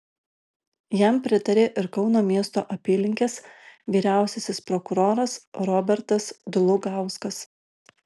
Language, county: Lithuanian, Alytus